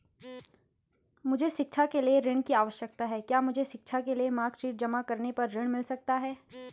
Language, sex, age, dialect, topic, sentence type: Hindi, female, 18-24, Garhwali, banking, question